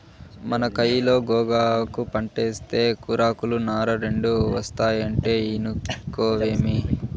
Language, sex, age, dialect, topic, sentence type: Telugu, male, 51-55, Southern, agriculture, statement